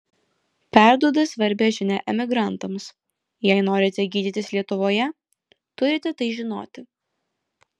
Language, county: Lithuanian, Alytus